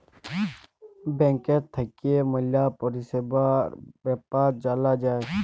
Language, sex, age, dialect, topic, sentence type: Bengali, male, 31-35, Jharkhandi, banking, statement